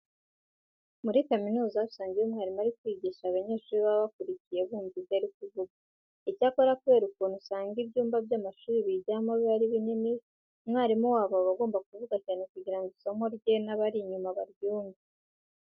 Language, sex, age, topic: Kinyarwanda, female, 18-24, education